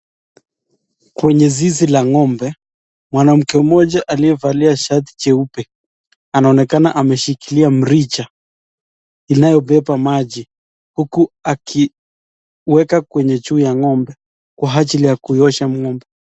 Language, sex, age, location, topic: Swahili, male, 25-35, Nakuru, agriculture